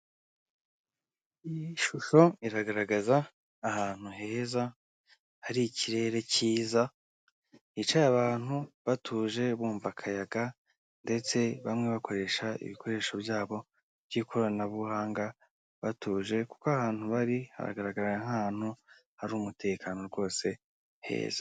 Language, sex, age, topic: Kinyarwanda, male, 25-35, government